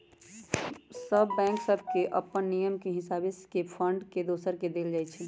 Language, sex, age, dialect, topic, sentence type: Magahi, female, 25-30, Western, banking, statement